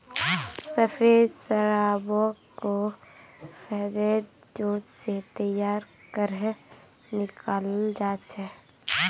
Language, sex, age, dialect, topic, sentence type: Magahi, female, 41-45, Northeastern/Surjapuri, agriculture, statement